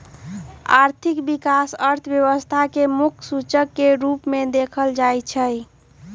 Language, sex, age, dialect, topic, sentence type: Magahi, female, 18-24, Western, banking, statement